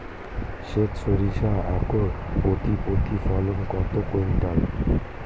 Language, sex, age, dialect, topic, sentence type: Bengali, male, 25-30, Standard Colloquial, agriculture, question